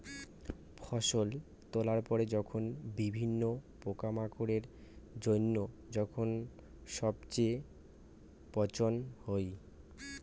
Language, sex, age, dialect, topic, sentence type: Bengali, male, 18-24, Rajbangshi, agriculture, statement